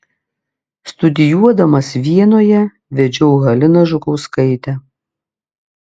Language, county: Lithuanian, Klaipėda